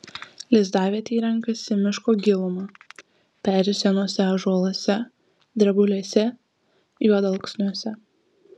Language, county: Lithuanian, Kaunas